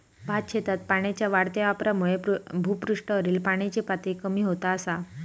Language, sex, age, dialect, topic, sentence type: Marathi, female, 31-35, Southern Konkan, agriculture, statement